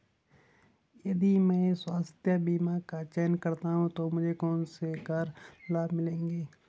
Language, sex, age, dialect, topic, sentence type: Hindi, male, 18-24, Hindustani Malvi Khadi Boli, banking, question